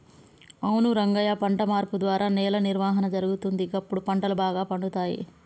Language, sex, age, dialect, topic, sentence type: Telugu, female, 18-24, Telangana, agriculture, statement